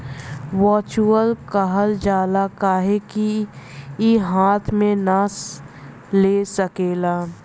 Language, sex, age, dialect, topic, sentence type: Bhojpuri, female, 25-30, Western, banking, statement